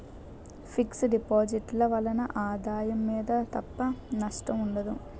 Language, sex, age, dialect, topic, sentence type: Telugu, female, 60-100, Utterandhra, banking, statement